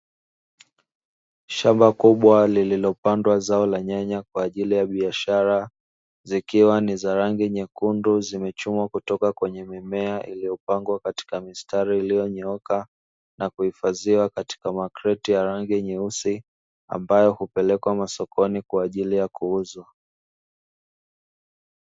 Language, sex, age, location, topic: Swahili, male, 18-24, Dar es Salaam, agriculture